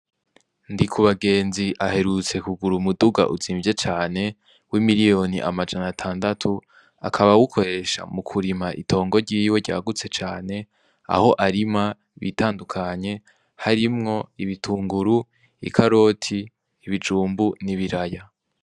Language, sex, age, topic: Rundi, male, 18-24, agriculture